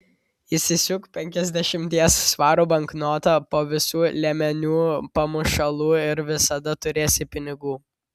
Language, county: Lithuanian, Vilnius